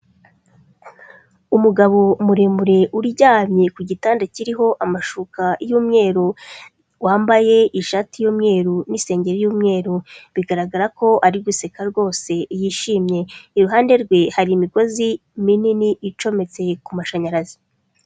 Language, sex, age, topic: Kinyarwanda, female, 25-35, health